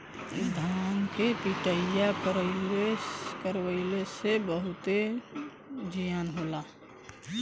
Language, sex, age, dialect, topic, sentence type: Bhojpuri, male, 31-35, Western, agriculture, statement